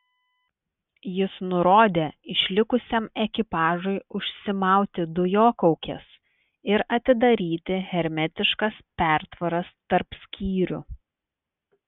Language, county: Lithuanian, Klaipėda